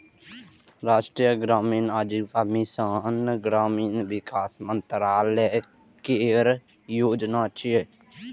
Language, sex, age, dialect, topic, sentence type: Maithili, male, 18-24, Eastern / Thethi, banking, statement